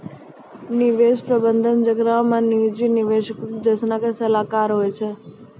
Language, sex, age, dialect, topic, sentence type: Maithili, female, 60-100, Angika, banking, statement